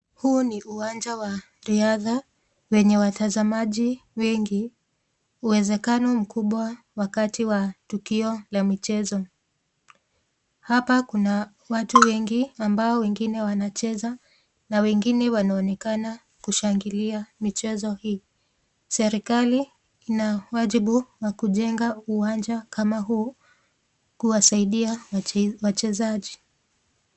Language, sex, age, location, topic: Swahili, female, 25-35, Nakuru, government